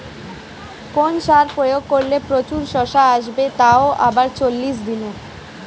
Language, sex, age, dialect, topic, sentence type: Bengali, female, 18-24, Standard Colloquial, agriculture, question